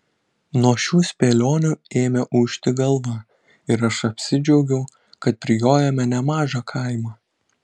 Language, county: Lithuanian, Kaunas